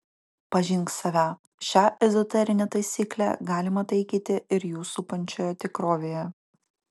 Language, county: Lithuanian, Utena